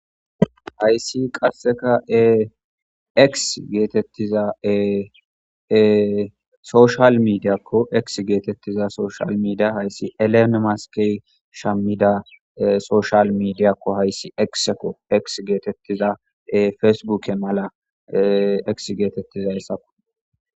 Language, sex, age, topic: Gamo, female, 18-24, government